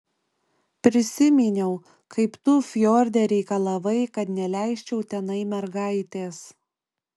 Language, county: Lithuanian, Šiauliai